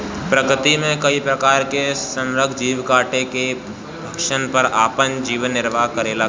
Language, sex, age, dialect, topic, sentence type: Bhojpuri, male, <18, Northern, agriculture, question